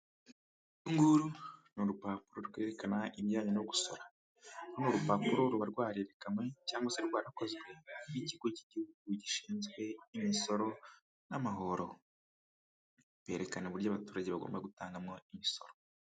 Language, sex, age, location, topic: Kinyarwanda, male, 25-35, Kigali, finance